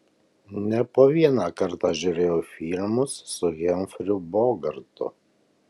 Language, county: Lithuanian, Kaunas